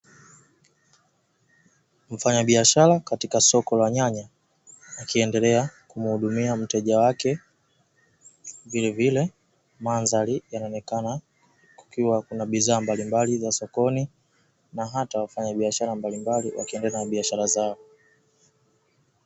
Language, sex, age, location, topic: Swahili, male, 18-24, Dar es Salaam, finance